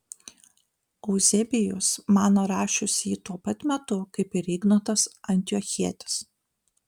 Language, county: Lithuanian, Panevėžys